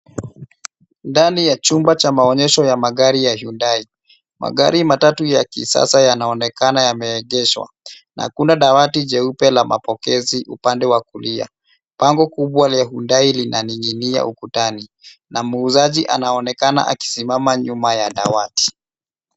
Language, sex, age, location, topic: Swahili, male, 25-35, Nairobi, finance